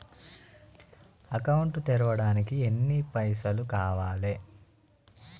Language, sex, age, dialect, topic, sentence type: Telugu, male, 25-30, Telangana, banking, question